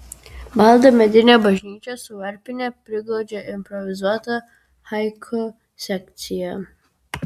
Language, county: Lithuanian, Vilnius